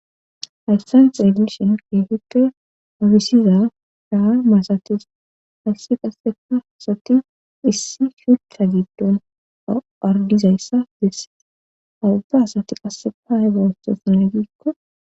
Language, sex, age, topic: Gamo, female, 25-35, government